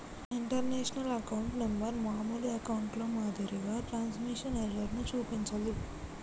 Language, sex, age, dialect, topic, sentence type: Telugu, male, 18-24, Telangana, banking, statement